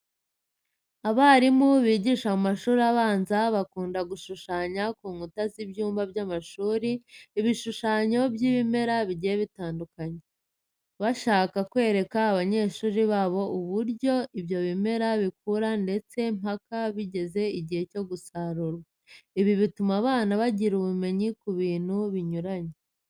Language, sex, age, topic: Kinyarwanda, female, 25-35, education